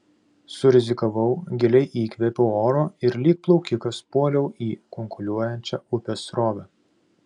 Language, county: Lithuanian, Vilnius